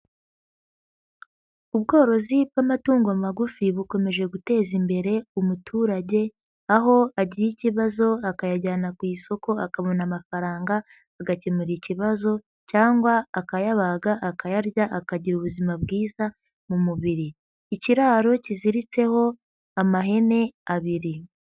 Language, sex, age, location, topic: Kinyarwanda, female, 18-24, Huye, agriculture